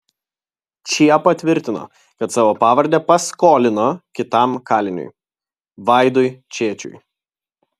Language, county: Lithuanian, Vilnius